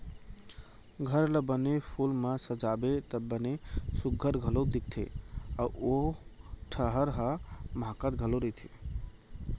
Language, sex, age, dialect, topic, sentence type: Chhattisgarhi, male, 25-30, Central, agriculture, statement